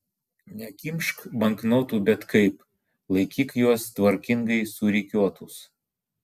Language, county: Lithuanian, Vilnius